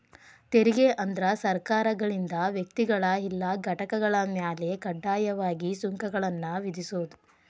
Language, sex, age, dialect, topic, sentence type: Kannada, female, 25-30, Dharwad Kannada, banking, statement